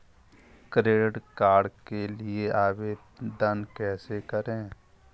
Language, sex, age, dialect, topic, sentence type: Hindi, male, 51-55, Kanauji Braj Bhasha, banking, question